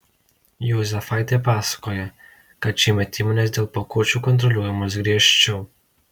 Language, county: Lithuanian, Alytus